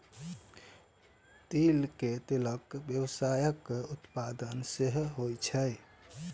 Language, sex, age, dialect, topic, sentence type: Maithili, male, 25-30, Eastern / Thethi, agriculture, statement